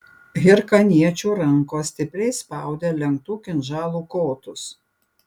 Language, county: Lithuanian, Panevėžys